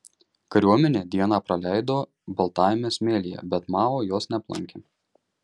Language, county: Lithuanian, Marijampolė